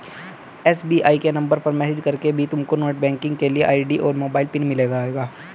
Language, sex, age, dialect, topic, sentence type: Hindi, male, 18-24, Hindustani Malvi Khadi Boli, banking, statement